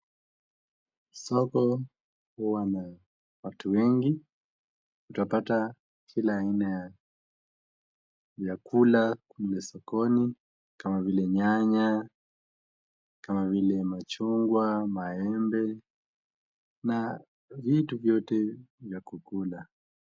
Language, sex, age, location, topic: Swahili, male, 18-24, Kisumu, finance